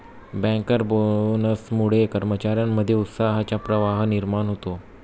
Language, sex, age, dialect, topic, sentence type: Marathi, male, 25-30, Standard Marathi, banking, statement